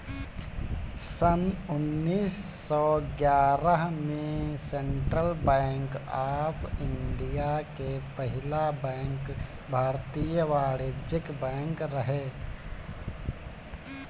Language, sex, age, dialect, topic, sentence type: Bhojpuri, male, 18-24, Northern, banking, statement